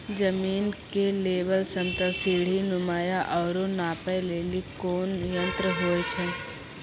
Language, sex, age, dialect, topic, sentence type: Maithili, male, 25-30, Angika, agriculture, question